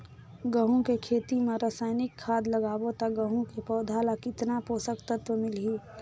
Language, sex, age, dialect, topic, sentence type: Chhattisgarhi, female, 18-24, Northern/Bhandar, agriculture, question